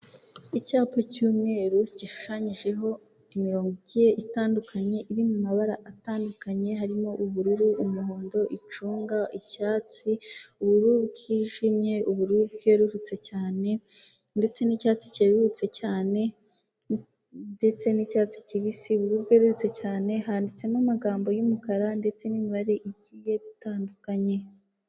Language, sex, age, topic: Kinyarwanda, female, 18-24, government